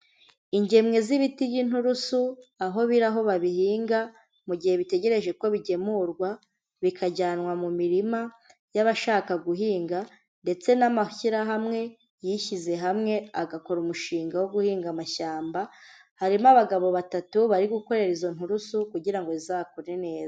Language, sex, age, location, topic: Kinyarwanda, female, 25-35, Huye, agriculture